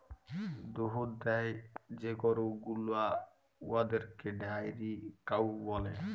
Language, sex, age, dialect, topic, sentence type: Bengali, male, 18-24, Jharkhandi, agriculture, statement